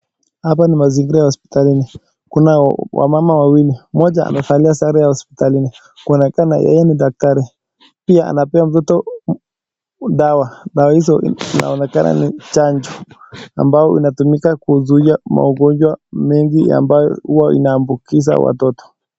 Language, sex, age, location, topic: Swahili, male, 18-24, Nakuru, health